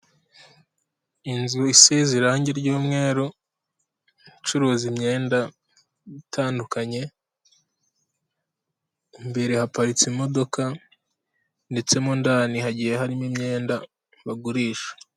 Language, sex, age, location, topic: Kinyarwanda, female, 18-24, Kigali, finance